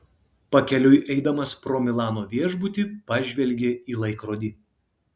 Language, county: Lithuanian, Kaunas